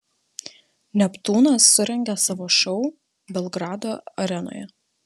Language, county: Lithuanian, Vilnius